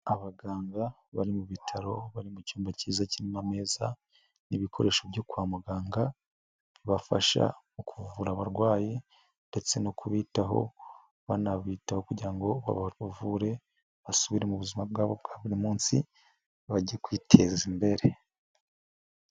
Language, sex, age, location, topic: Kinyarwanda, male, 25-35, Nyagatare, health